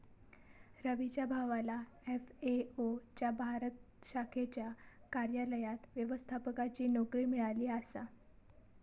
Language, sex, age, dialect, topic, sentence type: Marathi, female, 18-24, Southern Konkan, agriculture, statement